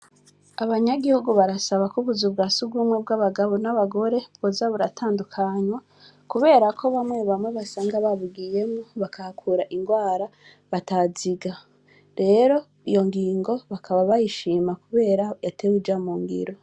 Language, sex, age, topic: Rundi, female, 25-35, education